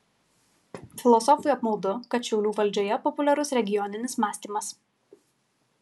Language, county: Lithuanian, Kaunas